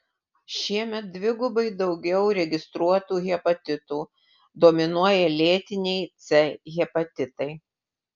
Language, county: Lithuanian, Vilnius